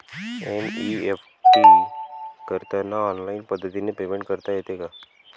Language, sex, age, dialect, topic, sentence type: Marathi, male, 18-24, Northern Konkan, banking, question